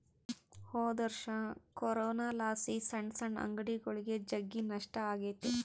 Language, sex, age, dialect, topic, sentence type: Kannada, female, 31-35, Central, banking, statement